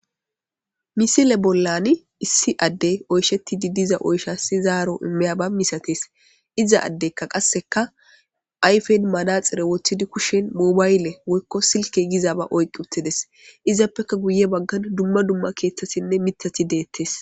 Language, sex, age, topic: Gamo, female, 18-24, government